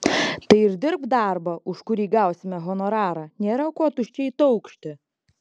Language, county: Lithuanian, Klaipėda